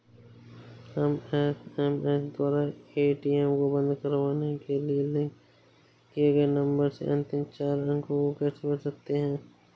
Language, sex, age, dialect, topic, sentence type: Hindi, male, 18-24, Awadhi Bundeli, banking, question